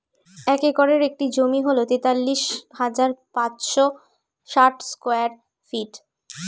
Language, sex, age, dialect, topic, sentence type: Bengali, female, 36-40, Standard Colloquial, agriculture, statement